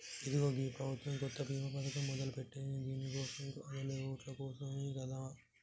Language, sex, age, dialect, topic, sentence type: Telugu, male, 18-24, Telangana, agriculture, statement